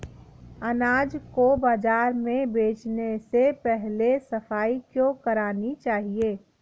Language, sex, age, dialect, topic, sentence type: Hindi, female, 18-24, Awadhi Bundeli, agriculture, question